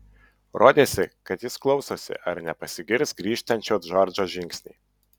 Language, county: Lithuanian, Utena